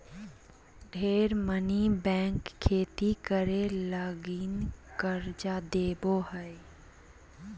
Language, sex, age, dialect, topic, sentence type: Magahi, female, 31-35, Southern, banking, statement